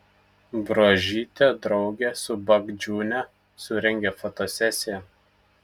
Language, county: Lithuanian, Telšiai